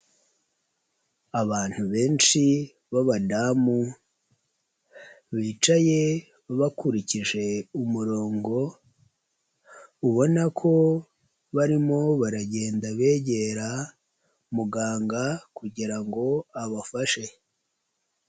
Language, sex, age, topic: Kinyarwanda, male, 25-35, health